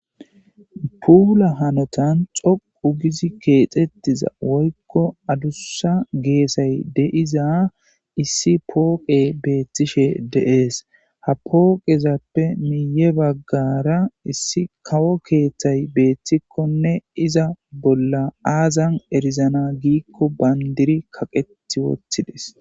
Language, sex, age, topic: Gamo, male, 25-35, government